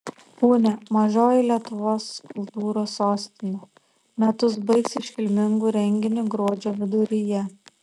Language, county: Lithuanian, Šiauliai